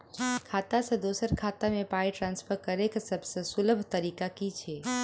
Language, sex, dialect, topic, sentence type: Maithili, female, Southern/Standard, banking, question